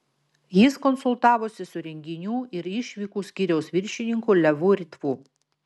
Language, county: Lithuanian, Vilnius